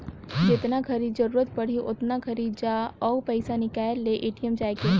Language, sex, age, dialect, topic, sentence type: Chhattisgarhi, female, 18-24, Northern/Bhandar, banking, statement